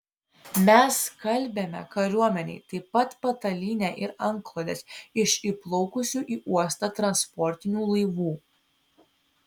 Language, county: Lithuanian, Vilnius